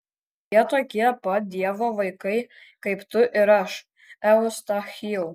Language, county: Lithuanian, Kaunas